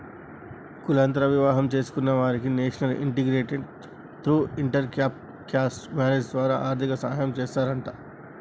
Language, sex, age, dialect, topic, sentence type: Telugu, male, 36-40, Telangana, banking, statement